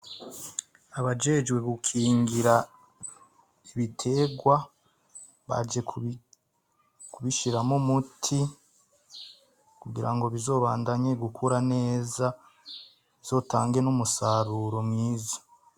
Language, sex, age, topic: Rundi, male, 25-35, agriculture